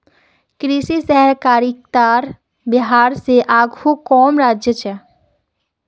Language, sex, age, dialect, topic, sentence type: Magahi, female, 36-40, Northeastern/Surjapuri, agriculture, statement